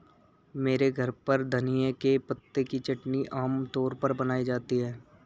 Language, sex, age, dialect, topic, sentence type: Hindi, male, 18-24, Marwari Dhudhari, agriculture, statement